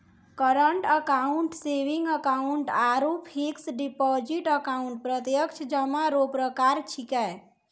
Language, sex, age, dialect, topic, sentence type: Maithili, female, 60-100, Angika, banking, statement